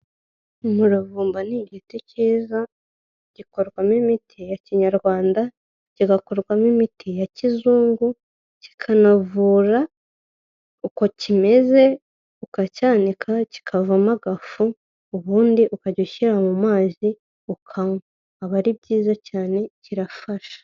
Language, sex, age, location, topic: Kinyarwanda, female, 25-35, Kigali, health